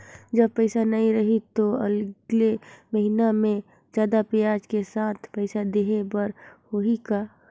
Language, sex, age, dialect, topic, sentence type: Chhattisgarhi, female, 25-30, Northern/Bhandar, banking, question